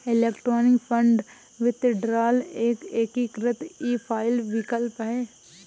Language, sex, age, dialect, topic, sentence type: Hindi, female, 18-24, Marwari Dhudhari, banking, statement